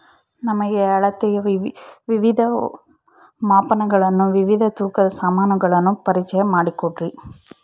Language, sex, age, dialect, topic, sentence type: Kannada, female, 18-24, Central, agriculture, question